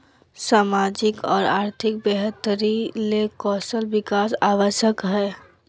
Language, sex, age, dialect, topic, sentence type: Magahi, female, 18-24, Southern, banking, statement